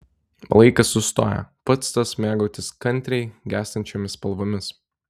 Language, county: Lithuanian, Telšiai